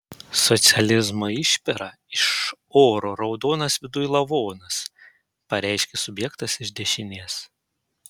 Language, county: Lithuanian, Panevėžys